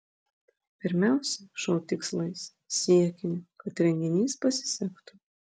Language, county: Lithuanian, Vilnius